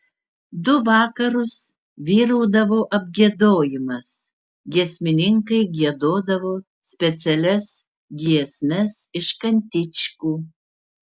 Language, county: Lithuanian, Utena